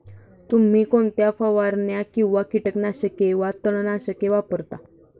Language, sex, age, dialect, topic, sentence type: Marathi, female, 41-45, Standard Marathi, agriculture, question